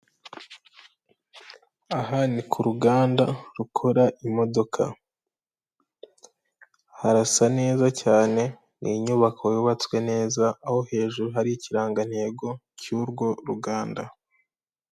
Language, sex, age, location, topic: Kinyarwanda, female, 18-24, Kigali, finance